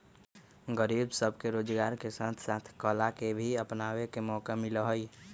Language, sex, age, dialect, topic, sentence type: Magahi, male, 25-30, Western, banking, statement